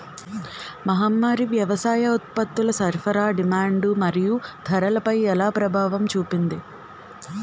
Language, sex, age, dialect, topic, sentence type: Telugu, female, 18-24, Utterandhra, agriculture, question